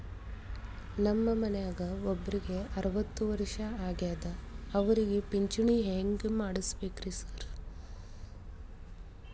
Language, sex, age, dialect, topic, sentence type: Kannada, female, 36-40, Dharwad Kannada, banking, question